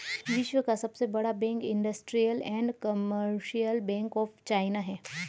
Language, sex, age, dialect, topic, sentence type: Hindi, female, 31-35, Hindustani Malvi Khadi Boli, banking, statement